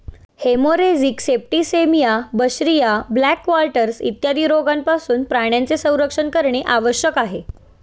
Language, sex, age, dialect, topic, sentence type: Marathi, female, 18-24, Standard Marathi, agriculture, statement